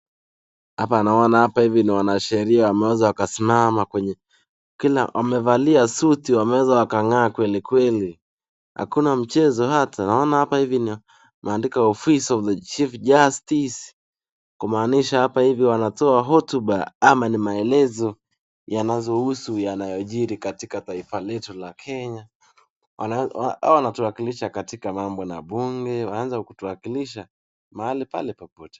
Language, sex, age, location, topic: Swahili, male, 18-24, Nakuru, government